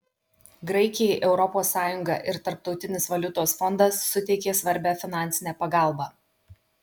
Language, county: Lithuanian, Kaunas